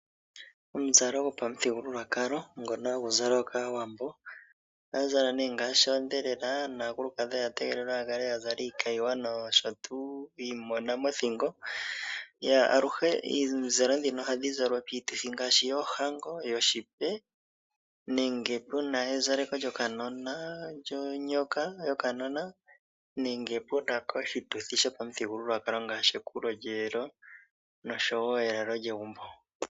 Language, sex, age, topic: Oshiwambo, male, 25-35, agriculture